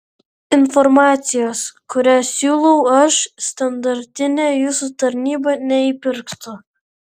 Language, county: Lithuanian, Vilnius